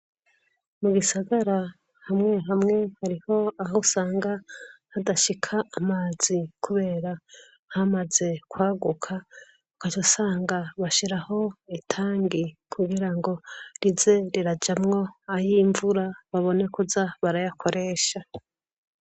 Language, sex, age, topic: Rundi, female, 25-35, education